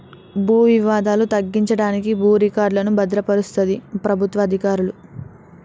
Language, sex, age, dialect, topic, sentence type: Telugu, female, 18-24, Telangana, agriculture, statement